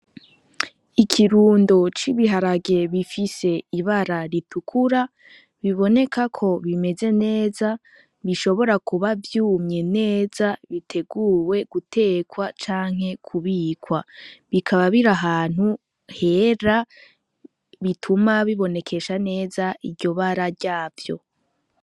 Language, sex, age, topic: Rundi, female, 18-24, agriculture